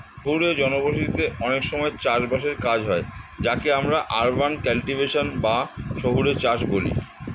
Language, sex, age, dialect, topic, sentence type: Bengali, male, 51-55, Standard Colloquial, agriculture, statement